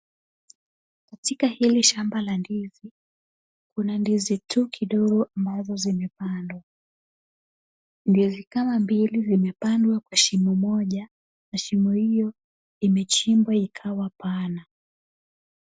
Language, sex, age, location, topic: Swahili, female, 18-24, Kisumu, agriculture